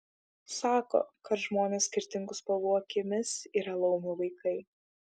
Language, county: Lithuanian, Šiauliai